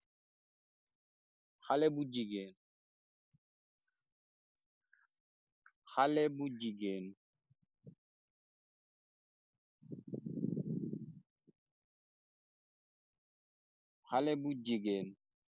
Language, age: Wolof, 25-35